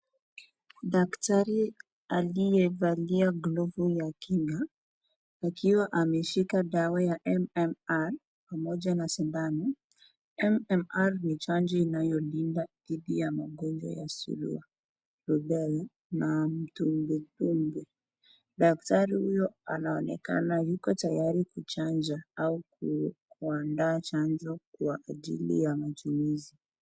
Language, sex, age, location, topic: Swahili, female, 25-35, Nakuru, health